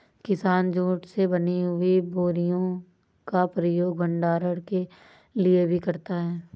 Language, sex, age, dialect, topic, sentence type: Hindi, female, 31-35, Awadhi Bundeli, agriculture, statement